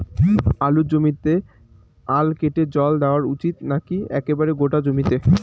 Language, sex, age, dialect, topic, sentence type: Bengali, male, 18-24, Rajbangshi, agriculture, question